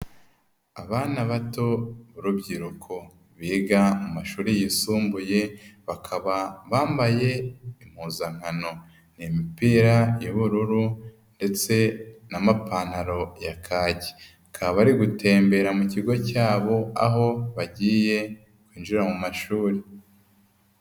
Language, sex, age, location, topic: Kinyarwanda, male, 25-35, Nyagatare, education